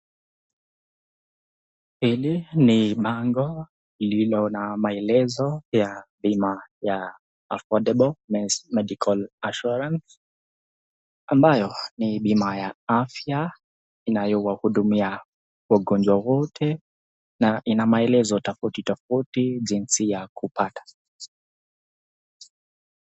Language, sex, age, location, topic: Swahili, female, 25-35, Nakuru, finance